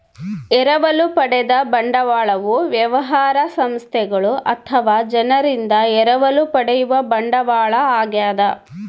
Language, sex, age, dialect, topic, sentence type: Kannada, female, 36-40, Central, banking, statement